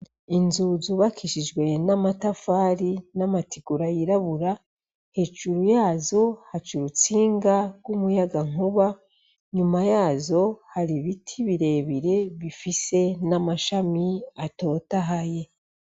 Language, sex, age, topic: Rundi, female, 36-49, education